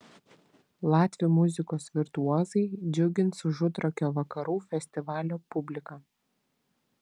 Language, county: Lithuanian, Vilnius